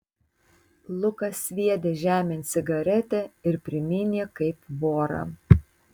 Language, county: Lithuanian, Tauragė